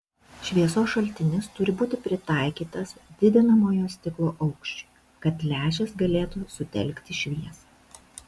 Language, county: Lithuanian, Šiauliai